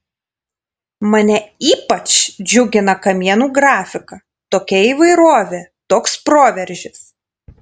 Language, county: Lithuanian, Panevėžys